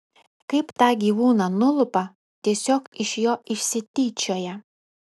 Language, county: Lithuanian, Kaunas